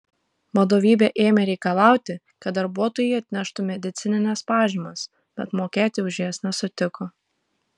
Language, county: Lithuanian, Šiauliai